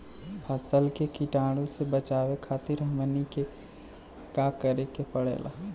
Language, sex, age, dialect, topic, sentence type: Bhojpuri, male, 18-24, Western, agriculture, question